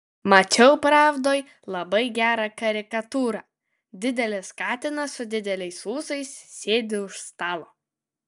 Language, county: Lithuanian, Kaunas